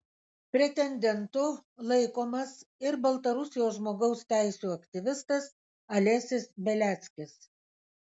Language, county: Lithuanian, Kaunas